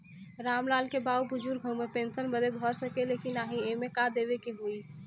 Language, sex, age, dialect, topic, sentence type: Bhojpuri, female, 18-24, Western, banking, question